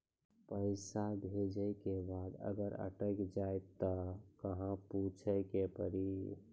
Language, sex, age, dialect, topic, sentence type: Maithili, male, 25-30, Angika, banking, question